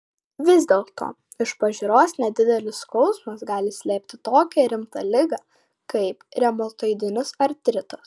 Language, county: Lithuanian, Vilnius